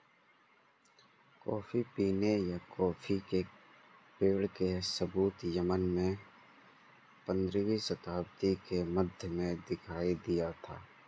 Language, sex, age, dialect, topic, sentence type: Hindi, female, 56-60, Marwari Dhudhari, agriculture, statement